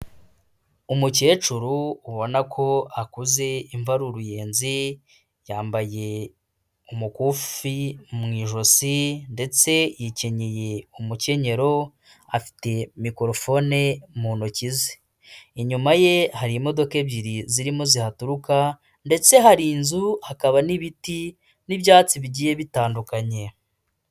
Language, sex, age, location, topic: Kinyarwanda, female, 25-35, Huye, health